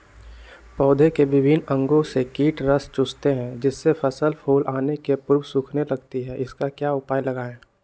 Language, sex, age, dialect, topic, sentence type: Magahi, male, 18-24, Western, agriculture, question